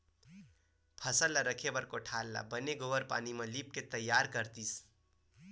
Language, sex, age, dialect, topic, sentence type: Chhattisgarhi, male, 18-24, Western/Budati/Khatahi, agriculture, statement